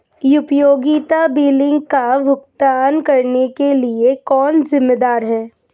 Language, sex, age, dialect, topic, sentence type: Hindi, female, 25-30, Hindustani Malvi Khadi Boli, banking, question